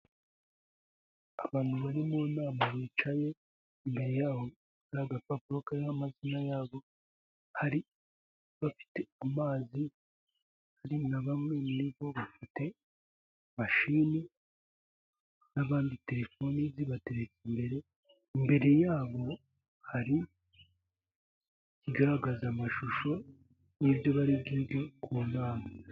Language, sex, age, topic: Kinyarwanda, male, 18-24, government